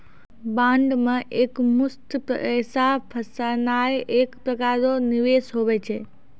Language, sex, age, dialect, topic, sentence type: Maithili, female, 56-60, Angika, banking, statement